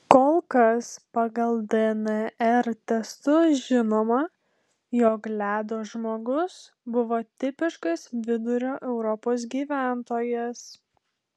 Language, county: Lithuanian, Telšiai